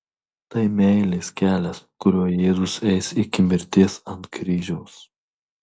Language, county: Lithuanian, Marijampolė